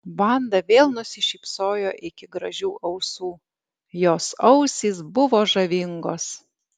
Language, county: Lithuanian, Alytus